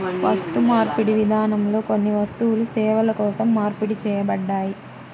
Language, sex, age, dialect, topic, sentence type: Telugu, female, 25-30, Central/Coastal, banking, statement